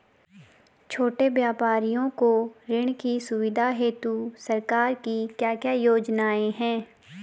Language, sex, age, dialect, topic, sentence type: Hindi, female, 25-30, Garhwali, banking, question